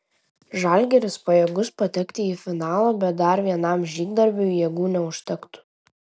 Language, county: Lithuanian, Tauragė